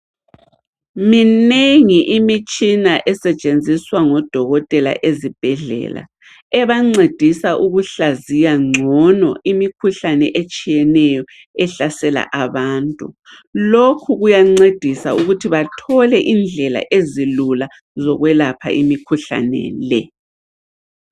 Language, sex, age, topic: North Ndebele, female, 36-49, health